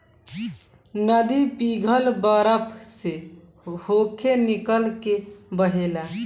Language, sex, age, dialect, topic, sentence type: Bhojpuri, male, <18, Southern / Standard, agriculture, statement